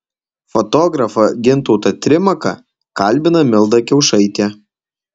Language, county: Lithuanian, Alytus